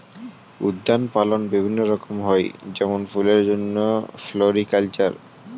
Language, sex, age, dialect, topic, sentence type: Bengali, male, 18-24, Standard Colloquial, agriculture, statement